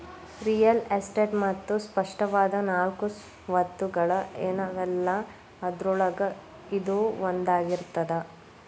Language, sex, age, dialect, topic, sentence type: Kannada, female, 18-24, Dharwad Kannada, banking, statement